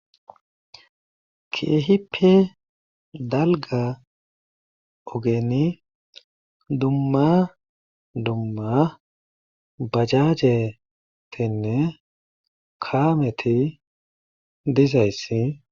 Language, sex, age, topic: Gamo, male, 25-35, government